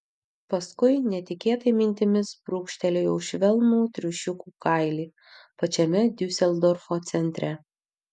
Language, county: Lithuanian, Vilnius